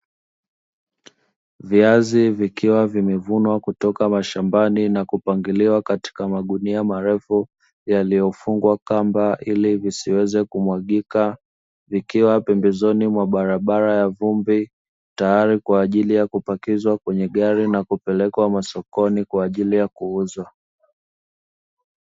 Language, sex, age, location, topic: Swahili, male, 18-24, Dar es Salaam, agriculture